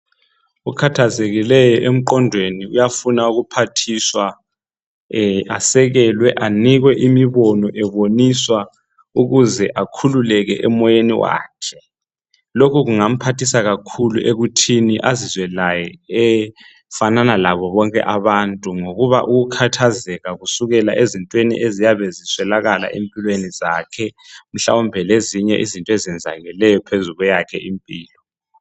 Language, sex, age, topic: North Ndebele, male, 36-49, health